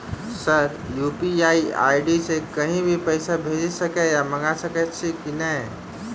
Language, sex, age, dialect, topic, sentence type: Maithili, male, 36-40, Southern/Standard, banking, question